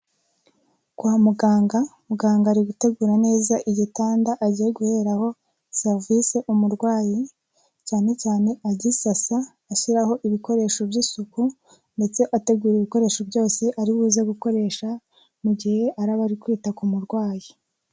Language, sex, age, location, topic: Kinyarwanda, female, 18-24, Kigali, health